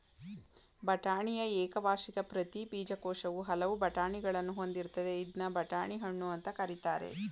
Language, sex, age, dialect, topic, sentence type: Kannada, female, 18-24, Mysore Kannada, agriculture, statement